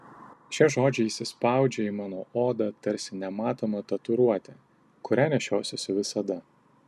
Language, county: Lithuanian, Tauragė